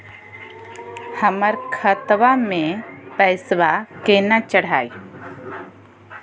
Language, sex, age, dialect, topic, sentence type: Magahi, female, 31-35, Southern, banking, question